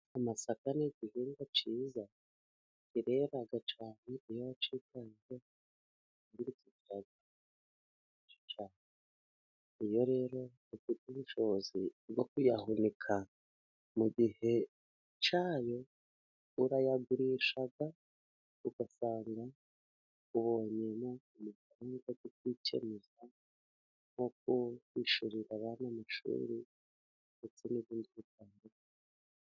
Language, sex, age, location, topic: Kinyarwanda, female, 36-49, Musanze, health